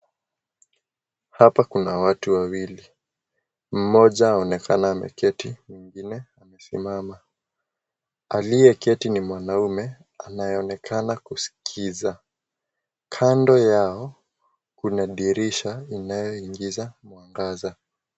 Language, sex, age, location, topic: Swahili, male, 18-24, Kisii, health